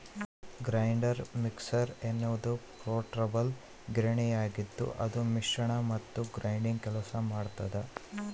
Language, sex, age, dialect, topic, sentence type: Kannada, male, 18-24, Central, agriculture, statement